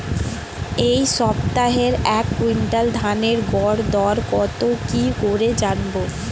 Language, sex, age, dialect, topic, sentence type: Bengali, female, 18-24, Standard Colloquial, agriculture, question